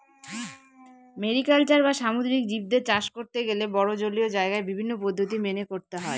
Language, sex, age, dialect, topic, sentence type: Bengali, female, 18-24, Northern/Varendri, agriculture, statement